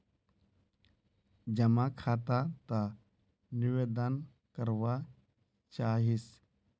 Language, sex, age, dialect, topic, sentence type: Magahi, male, 25-30, Northeastern/Surjapuri, banking, question